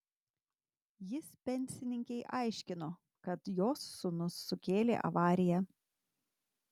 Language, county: Lithuanian, Tauragė